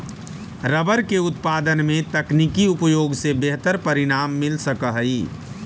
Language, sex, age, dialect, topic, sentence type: Magahi, male, 31-35, Central/Standard, banking, statement